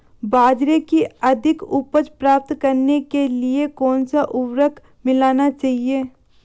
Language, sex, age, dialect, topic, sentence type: Hindi, female, 18-24, Marwari Dhudhari, agriculture, question